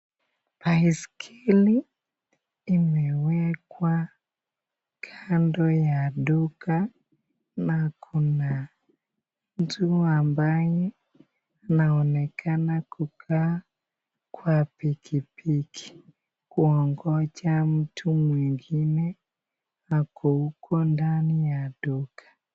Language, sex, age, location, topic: Swahili, male, 18-24, Nakuru, finance